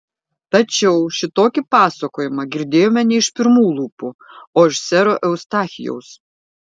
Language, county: Lithuanian, Šiauliai